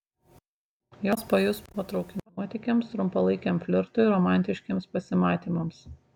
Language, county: Lithuanian, Šiauliai